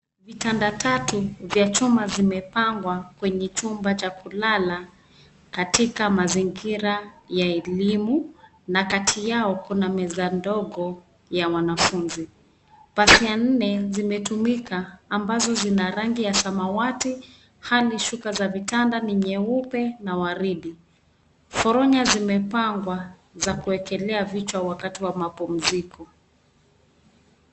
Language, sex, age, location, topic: Swahili, female, 36-49, Nairobi, education